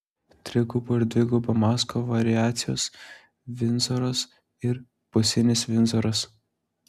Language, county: Lithuanian, Klaipėda